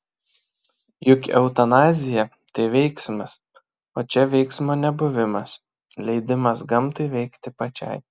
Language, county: Lithuanian, Kaunas